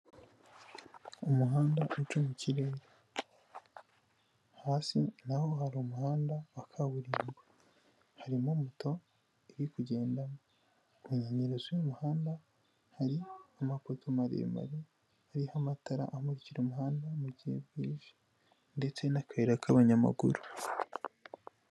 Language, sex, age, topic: Kinyarwanda, female, 18-24, government